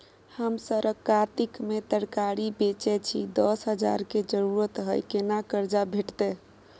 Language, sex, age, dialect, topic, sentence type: Maithili, female, 25-30, Bajjika, banking, question